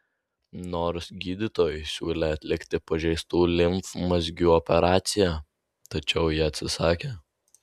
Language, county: Lithuanian, Vilnius